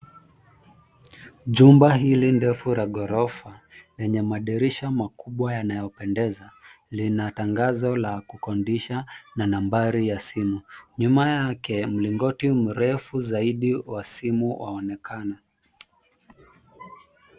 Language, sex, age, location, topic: Swahili, male, 25-35, Nairobi, finance